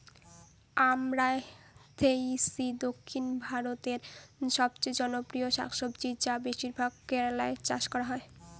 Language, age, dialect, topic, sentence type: Bengali, <18, Rajbangshi, agriculture, question